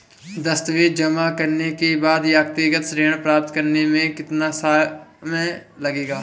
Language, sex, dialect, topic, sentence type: Hindi, male, Marwari Dhudhari, banking, question